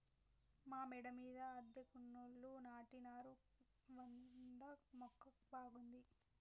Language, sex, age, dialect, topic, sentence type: Telugu, female, 18-24, Telangana, agriculture, statement